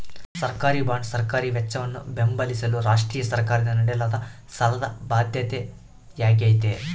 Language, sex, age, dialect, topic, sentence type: Kannada, male, 31-35, Central, banking, statement